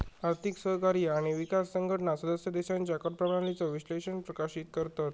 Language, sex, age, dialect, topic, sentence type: Marathi, male, 18-24, Southern Konkan, banking, statement